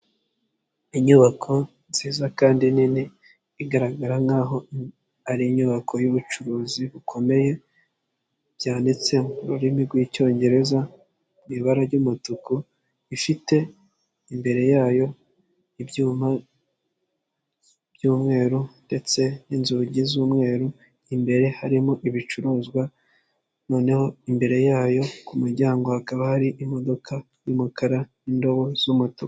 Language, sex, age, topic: Kinyarwanda, male, 18-24, finance